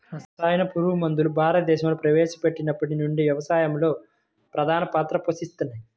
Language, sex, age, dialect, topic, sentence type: Telugu, male, 18-24, Central/Coastal, agriculture, statement